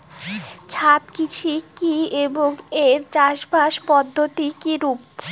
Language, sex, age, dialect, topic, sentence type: Bengali, female, <18, Rajbangshi, agriculture, question